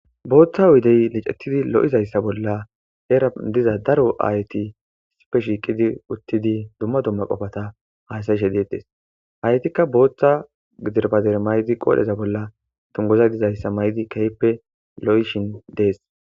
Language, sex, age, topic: Gamo, female, 25-35, government